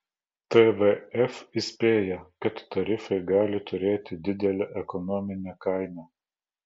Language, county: Lithuanian, Vilnius